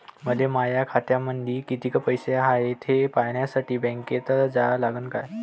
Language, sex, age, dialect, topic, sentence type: Marathi, male, 18-24, Varhadi, banking, question